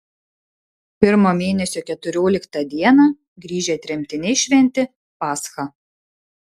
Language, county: Lithuanian, Šiauliai